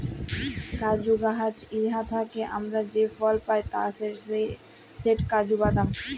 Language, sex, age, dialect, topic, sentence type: Bengali, female, 18-24, Jharkhandi, agriculture, statement